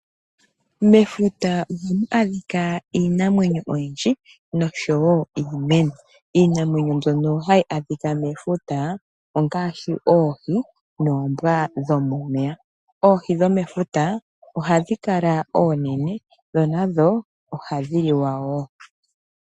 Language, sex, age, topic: Oshiwambo, female, 25-35, agriculture